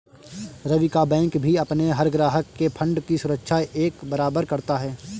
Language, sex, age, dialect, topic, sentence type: Hindi, male, 18-24, Awadhi Bundeli, banking, statement